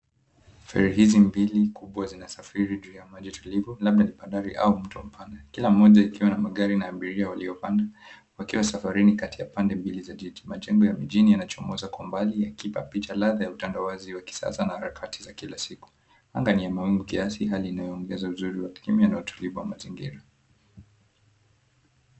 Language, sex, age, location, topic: Swahili, male, 25-35, Mombasa, government